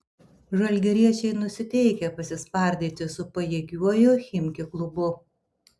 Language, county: Lithuanian, Alytus